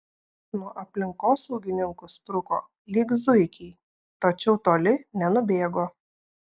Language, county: Lithuanian, Šiauliai